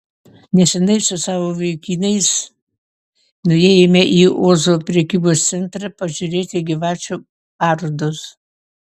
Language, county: Lithuanian, Vilnius